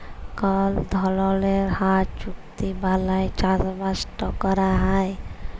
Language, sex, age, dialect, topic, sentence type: Bengali, female, 18-24, Jharkhandi, agriculture, statement